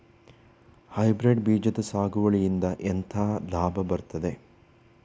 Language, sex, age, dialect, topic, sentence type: Kannada, male, 18-24, Coastal/Dakshin, agriculture, question